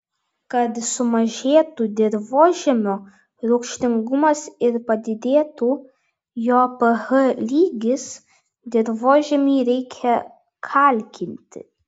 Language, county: Lithuanian, Vilnius